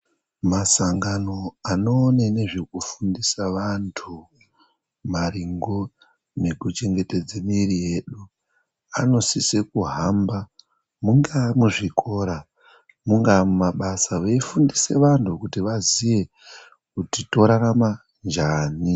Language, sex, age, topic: Ndau, male, 36-49, health